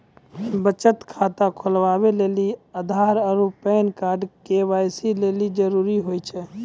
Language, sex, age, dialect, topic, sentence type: Maithili, male, 18-24, Angika, banking, statement